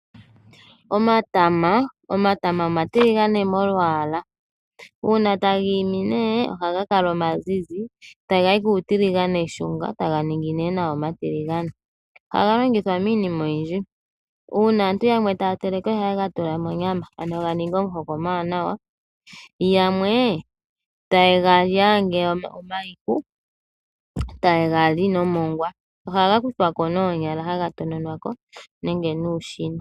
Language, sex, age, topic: Oshiwambo, female, 18-24, agriculture